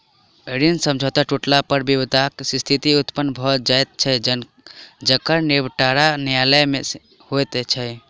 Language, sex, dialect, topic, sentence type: Maithili, male, Southern/Standard, banking, statement